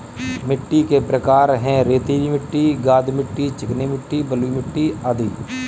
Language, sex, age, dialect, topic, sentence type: Hindi, male, 25-30, Kanauji Braj Bhasha, agriculture, statement